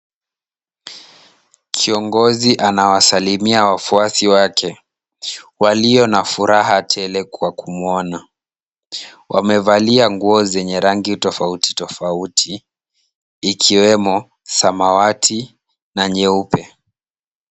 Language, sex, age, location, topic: Swahili, male, 18-24, Kisumu, government